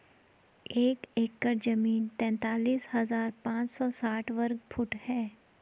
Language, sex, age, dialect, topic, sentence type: Hindi, female, 25-30, Garhwali, agriculture, statement